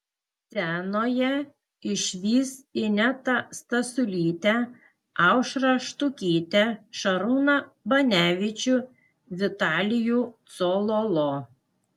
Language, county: Lithuanian, Klaipėda